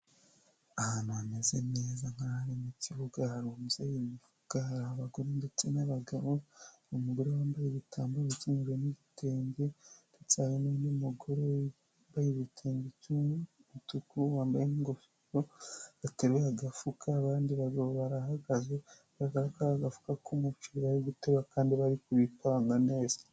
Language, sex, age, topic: Kinyarwanda, female, 18-24, health